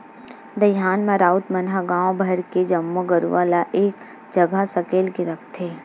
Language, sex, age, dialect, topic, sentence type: Chhattisgarhi, female, 18-24, Western/Budati/Khatahi, agriculture, statement